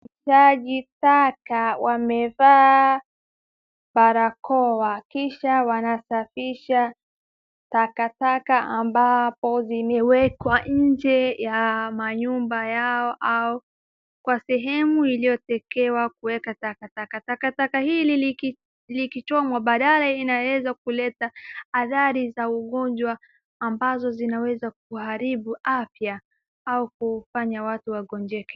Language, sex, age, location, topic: Swahili, female, 18-24, Wajir, health